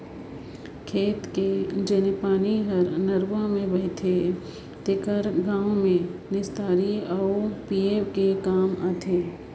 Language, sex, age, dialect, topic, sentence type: Chhattisgarhi, female, 56-60, Northern/Bhandar, agriculture, statement